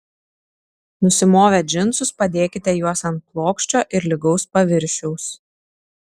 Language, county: Lithuanian, Šiauliai